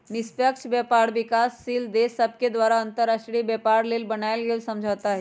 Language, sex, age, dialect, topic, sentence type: Magahi, female, 25-30, Western, banking, statement